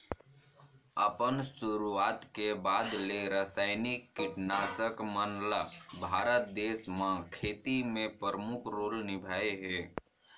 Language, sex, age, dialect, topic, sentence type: Chhattisgarhi, male, 46-50, Northern/Bhandar, agriculture, statement